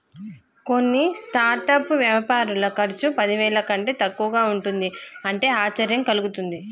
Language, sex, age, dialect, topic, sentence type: Telugu, female, 36-40, Telangana, banking, statement